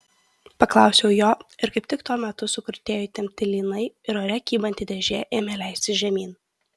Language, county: Lithuanian, Kaunas